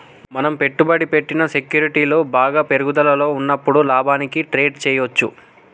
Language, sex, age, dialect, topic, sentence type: Telugu, male, 18-24, Telangana, banking, statement